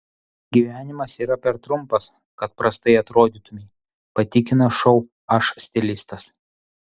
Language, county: Lithuanian, Utena